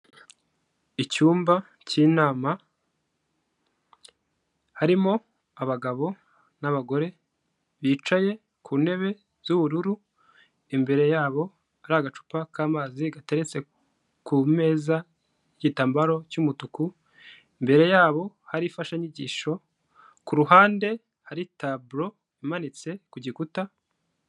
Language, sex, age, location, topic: Kinyarwanda, male, 25-35, Kigali, government